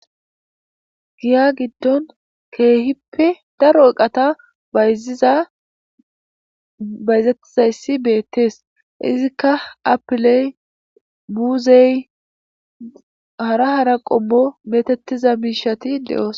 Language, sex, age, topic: Gamo, female, 18-24, government